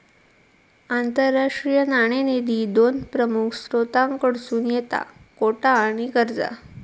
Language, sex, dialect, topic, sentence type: Marathi, female, Southern Konkan, banking, statement